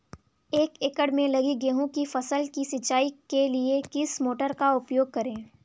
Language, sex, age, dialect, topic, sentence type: Hindi, female, 18-24, Kanauji Braj Bhasha, agriculture, question